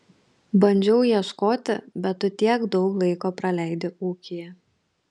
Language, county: Lithuanian, Panevėžys